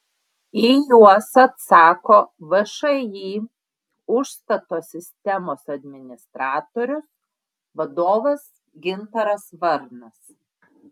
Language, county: Lithuanian, Klaipėda